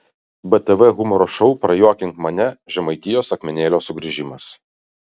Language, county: Lithuanian, Kaunas